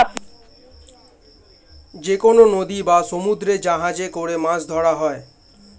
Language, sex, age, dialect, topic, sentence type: Bengali, male, 18-24, Standard Colloquial, agriculture, statement